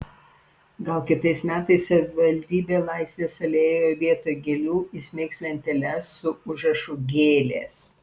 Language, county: Lithuanian, Panevėžys